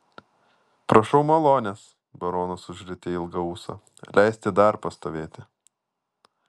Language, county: Lithuanian, Vilnius